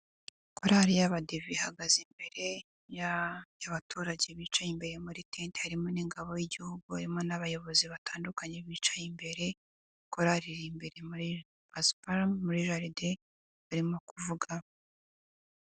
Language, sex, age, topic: Kinyarwanda, female, 18-24, government